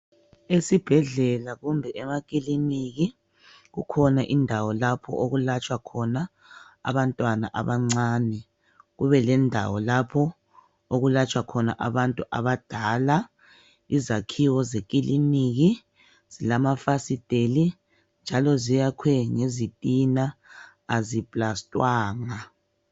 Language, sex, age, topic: North Ndebele, male, 25-35, health